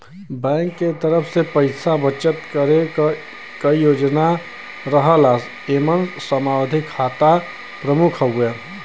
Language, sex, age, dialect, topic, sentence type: Bhojpuri, male, 25-30, Western, banking, statement